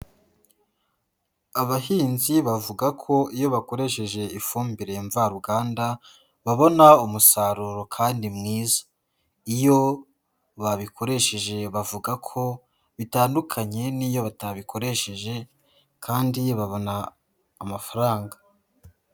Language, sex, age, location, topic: Kinyarwanda, female, 18-24, Huye, agriculture